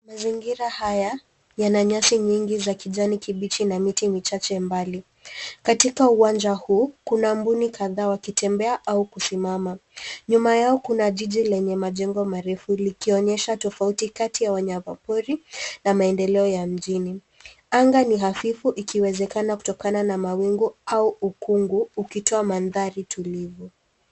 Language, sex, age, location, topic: Swahili, female, 25-35, Nairobi, government